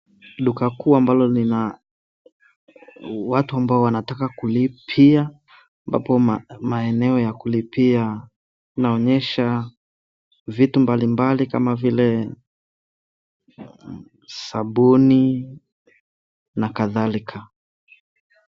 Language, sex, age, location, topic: Swahili, male, 18-24, Nairobi, finance